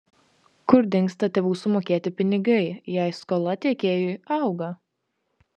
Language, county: Lithuanian, Vilnius